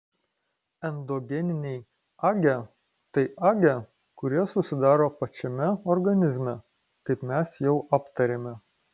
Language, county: Lithuanian, Kaunas